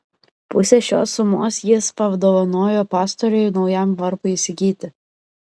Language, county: Lithuanian, Klaipėda